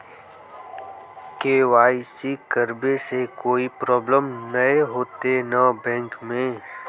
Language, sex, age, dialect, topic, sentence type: Magahi, male, 18-24, Northeastern/Surjapuri, banking, question